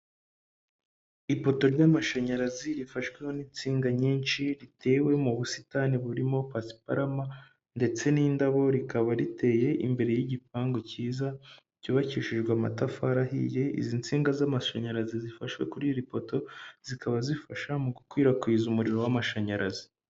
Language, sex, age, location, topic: Kinyarwanda, male, 18-24, Huye, government